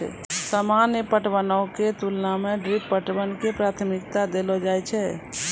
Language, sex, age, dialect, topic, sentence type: Maithili, female, 36-40, Angika, agriculture, statement